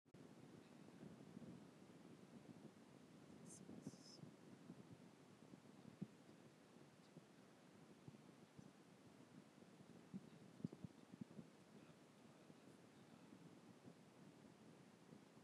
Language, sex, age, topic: Kinyarwanda, male, 18-24, government